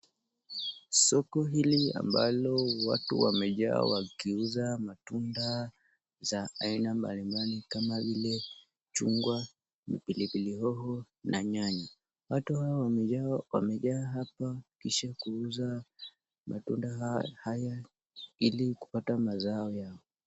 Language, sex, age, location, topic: Swahili, male, 25-35, Nakuru, finance